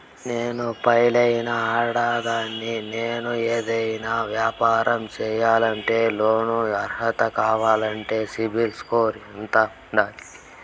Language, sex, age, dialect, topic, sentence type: Telugu, male, 18-24, Southern, banking, question